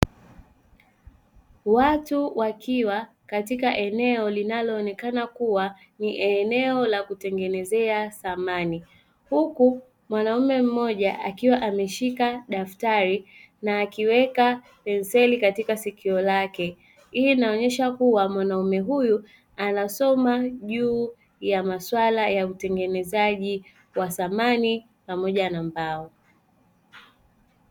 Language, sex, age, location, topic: Swahili, female, 18-24, Dar es Salaam, education